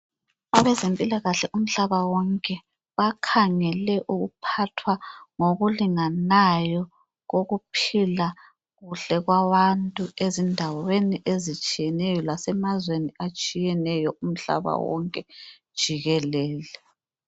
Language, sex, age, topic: North Ndebele, female, 50+, health